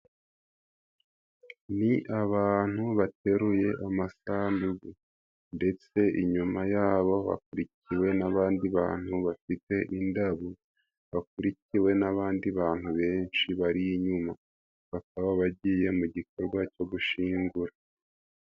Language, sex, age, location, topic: Kinyarwanda, male, 18-24, Nyagatare, government